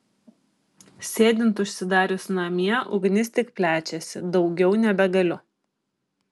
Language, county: Lithuanian, Klaipėda